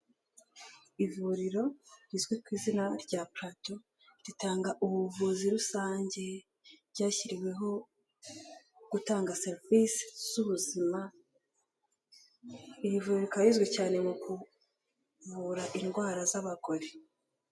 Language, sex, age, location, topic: Kinyarwanda, female, 18-24, Kigali, health